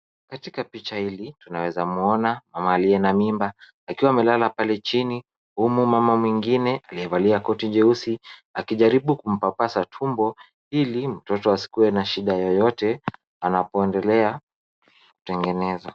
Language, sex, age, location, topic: Swahili, male, 18-24, Kisumu, health